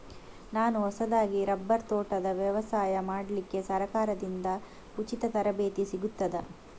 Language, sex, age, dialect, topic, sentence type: Kannada, female, 18-24, Coastal/Dakshin, agriculture, question